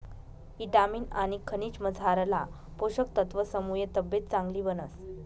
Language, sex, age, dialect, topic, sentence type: Marathi, female, 18-24, Northern Konkan, agriculture, statement